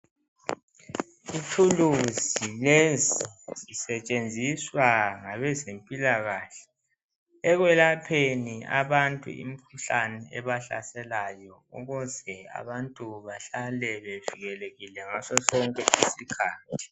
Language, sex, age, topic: North Ndebele, male, 18-24, health